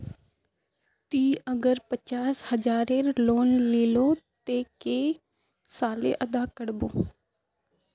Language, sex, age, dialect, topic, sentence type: Magahi, female, 18-24, Northeastern/Surjapuri, banking, question